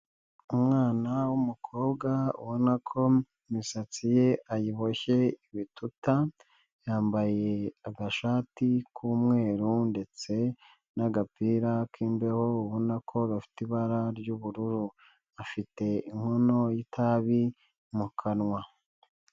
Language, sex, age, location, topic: Kinyarwanda, male, 25-35, Nyagatare, government